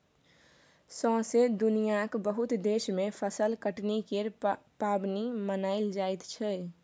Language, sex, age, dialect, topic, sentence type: Maithili, female, 18-24, Bajjika, agriculture, statement